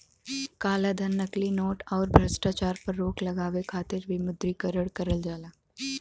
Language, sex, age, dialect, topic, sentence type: Bhojpuri, female, 18-24, Western, banking, statement